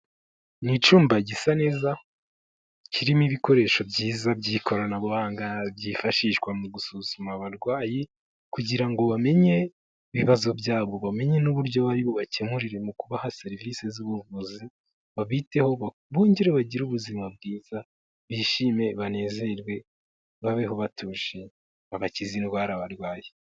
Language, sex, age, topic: Kinyarwanda, male, 18-24, health